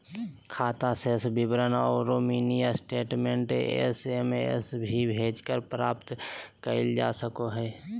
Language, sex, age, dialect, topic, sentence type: Magahi, male, 18-24, Southern, banking, statement